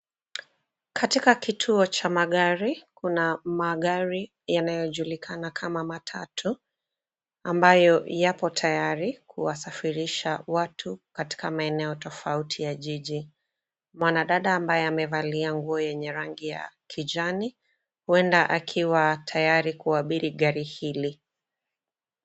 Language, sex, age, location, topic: Swahili, female, 18-24, Nairobi, government